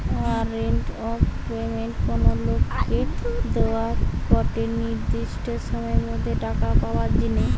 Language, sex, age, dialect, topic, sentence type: Bengali, female, 18-24, Western, banking, statement